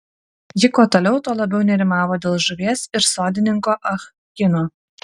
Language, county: Lithuanian, Kaunas